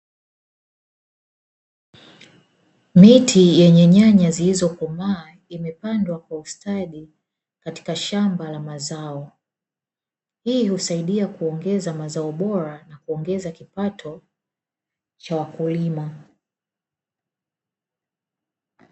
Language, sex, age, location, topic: Swahili, female, 25-35, Dar es Salaam, agriculture